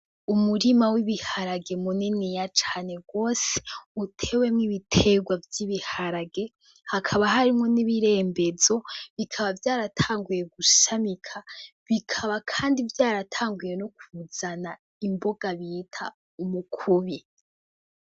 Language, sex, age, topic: Rundi, female, 18-24, agriculture